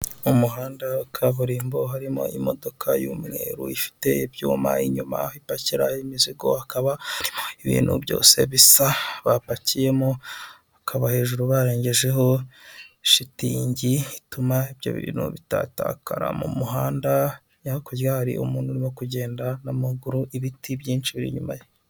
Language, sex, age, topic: Kinyarwanda, male, 25-35, government